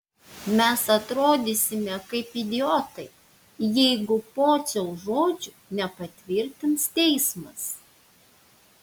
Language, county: Lithuanian, Panevėžys